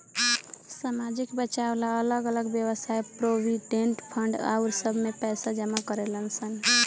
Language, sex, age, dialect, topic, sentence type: Bhojpuri, female, 25-30, Southern / Standard, banking, statement